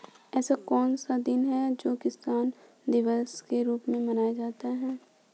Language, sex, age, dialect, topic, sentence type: Hindi, female, 18-24, Kanauji Braj Bhasha, agriculture, question